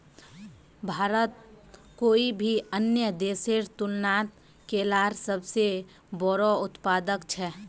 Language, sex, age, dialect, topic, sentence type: Magahi, female, 18-24, Northeastern/Surjapuri, agriculture, statement